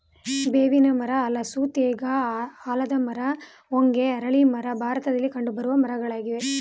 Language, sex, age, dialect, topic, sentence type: Kannada, female, 18-24, Mysore Kannada, agriculture, statement